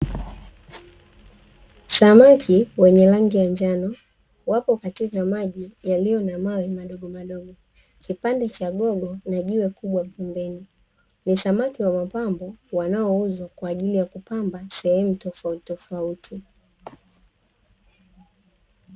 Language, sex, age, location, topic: Swahili, female, 25-35, Dar es Salaam, agriculture